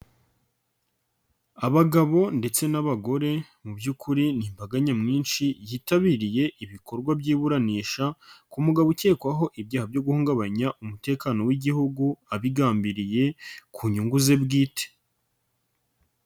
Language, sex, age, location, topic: Kinyarwanda, male, 25-35, Nyagatare, government